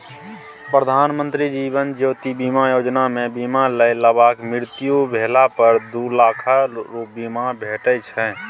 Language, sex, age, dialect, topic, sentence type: Maithili, male, 31-35, Bajjika, banking, statement